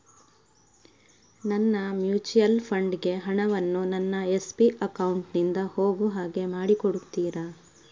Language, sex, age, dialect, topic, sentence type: Kannada, female, 31-35, Coastal/Dakshin, banking, question